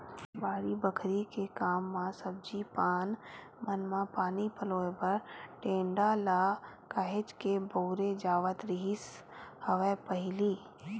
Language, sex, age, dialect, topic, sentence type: Chhattisgarhi, female, 18-24, Western/Budati/Khatahi, agriculture, statement